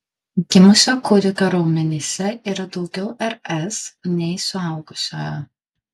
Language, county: Lithuanian, Kaunas